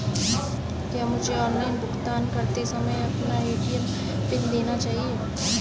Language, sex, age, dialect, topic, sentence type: Hindi, female, 18-24, Marwari Dhudhari, banking, question